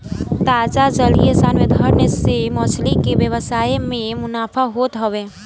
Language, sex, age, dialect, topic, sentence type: Bhojpuri, female, 18-24, Northern, agriculture, statement